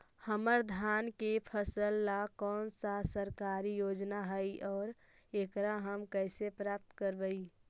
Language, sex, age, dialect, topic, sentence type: Magahi, female, 18-24, Central/Standard, agriculture, question